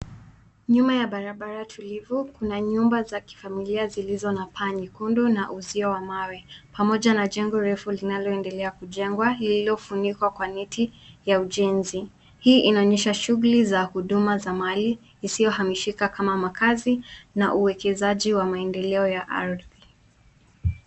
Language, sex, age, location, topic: Swahili, female, 18-24, Nairobi, finance